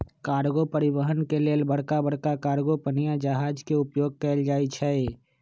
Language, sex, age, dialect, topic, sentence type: Magahi, male, 46-50, Western, banking, statement